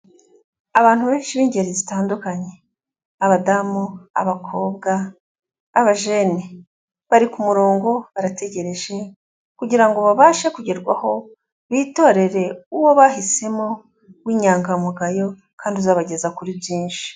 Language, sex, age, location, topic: Kinyarwanda, female, 36-49, Kigali, government